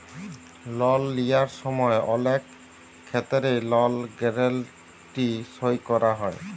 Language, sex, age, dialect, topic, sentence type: Bengali, male, 18-24, Jharkhandi, banking, statement